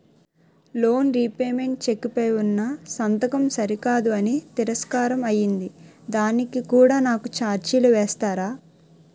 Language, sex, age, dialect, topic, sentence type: Telugu, female, 18-24, Utterandhra, banking, question